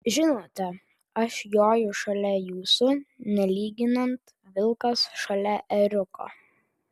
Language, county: Lithuanian, Vilnius